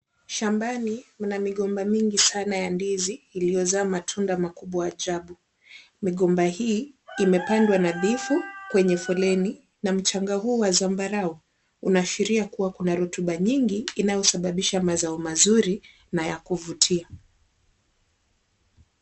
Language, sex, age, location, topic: Swahili, female, 18-24, Kisumu, agriculture